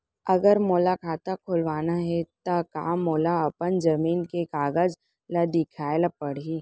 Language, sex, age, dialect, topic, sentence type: Chhattisgarhi, female, 18-24, Central, banking, question